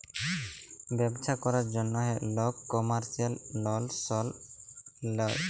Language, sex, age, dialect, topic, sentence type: Bengali, male, 18-24, Jharkhandi, banking, statement